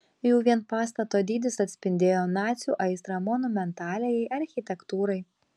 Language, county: Lithuanian, Kaunas